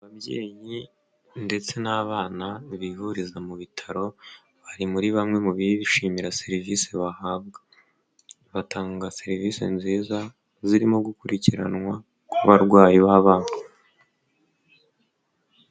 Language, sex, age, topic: Kinyarwanda, male, 25-35, health